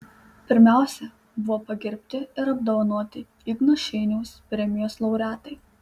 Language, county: Lithuanian, Panevėžys